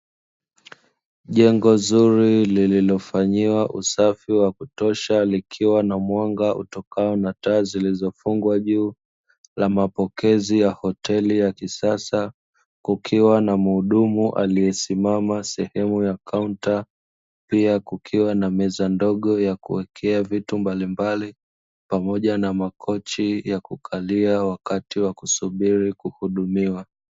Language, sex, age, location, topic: Swahili, male, 25-35, Dar es Salaam, finance